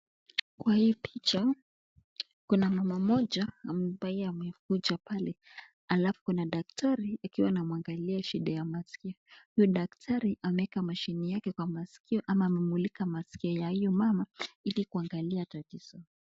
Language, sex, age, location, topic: Swahili, female, 18-24, Nakuru, health